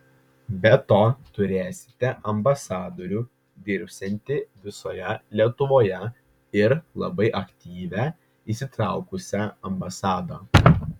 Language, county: Lithuanian, Vilnius